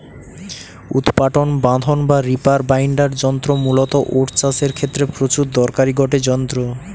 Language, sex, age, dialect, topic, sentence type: Bengali, male, 18-24, Western, agriculture, statement